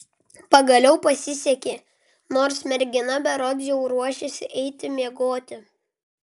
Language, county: Lithuanian, Klaipėda